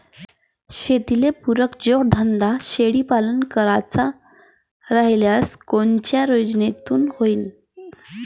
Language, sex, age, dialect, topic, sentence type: Marathi, female, 31-35, Varhadi, agriculture, question